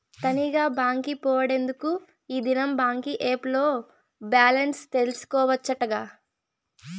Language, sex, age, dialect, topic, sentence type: Telugu, female, 18-24, Southern, banking, statement